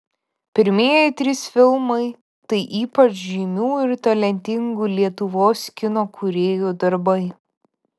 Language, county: Lithuanian, Vilnius